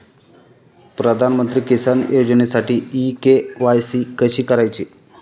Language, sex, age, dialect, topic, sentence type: Marathi, male, 25-30, Standard Marathi, agriculture, question